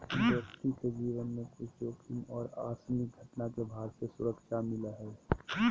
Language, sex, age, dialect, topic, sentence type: Magahi, male, 31-35, Southern, banking, statement